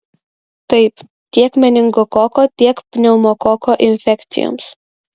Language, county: Lithuanian, Kaunas